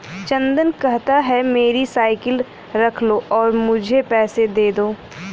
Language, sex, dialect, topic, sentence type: Hindi, female, Hindustani Malvi Khadi Boli, banking, statement